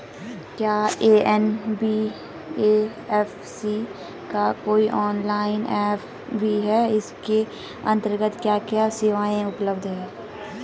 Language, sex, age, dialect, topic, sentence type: Hindi, female, 25-30, Garhwali, banking, question